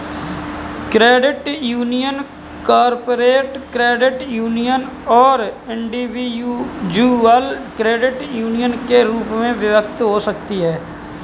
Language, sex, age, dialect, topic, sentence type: Hindi, male, 18-24, Kanauji Braj Bhasha, banking, statement